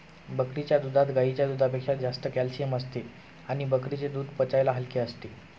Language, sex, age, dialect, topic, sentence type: Marathi, male, 25-30, Standard Marathi, agriculture, statement